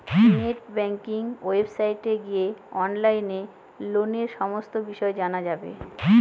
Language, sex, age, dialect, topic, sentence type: Bengali, female, 18-24, Northern/Varendri, banking, statement